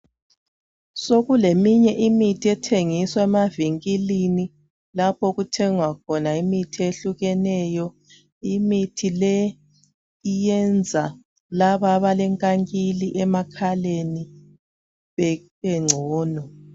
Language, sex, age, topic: North Ndebele, female, 36-49, health